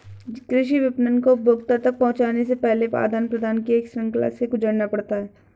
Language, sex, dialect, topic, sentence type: Hindi, female, Hindustani Malvi Khadi Boli, agriculture, statement